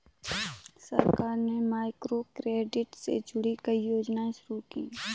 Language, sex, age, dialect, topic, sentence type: Hindi, female, 18-24, Kanauji Braj Bhasha, banking, statement